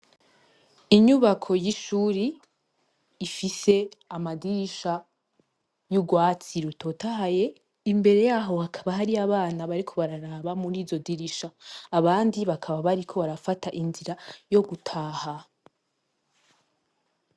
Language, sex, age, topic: Rundi, female, 18-24, education